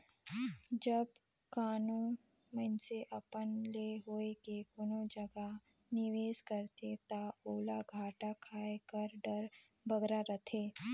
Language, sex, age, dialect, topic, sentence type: Chhattisgarhi, female, 18-24, Northern/Bhandar, banking, statement